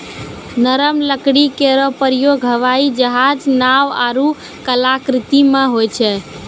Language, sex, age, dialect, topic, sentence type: Maithili, female, 18-24, Angika, agriculture, statement